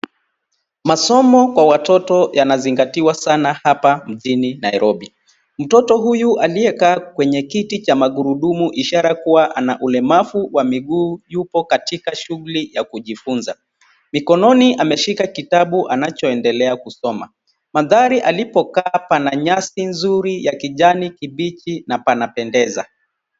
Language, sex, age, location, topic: Swahili, male, 36-49, Nairobi, education